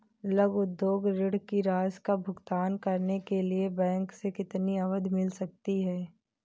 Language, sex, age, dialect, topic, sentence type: Hindi, female, 18-24, Kanauji Braj Bhasha, banking, question